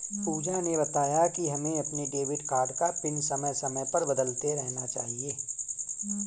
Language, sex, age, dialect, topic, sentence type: Hindi, male, 41-45, Kanauji Braj Bhasha, banking, statement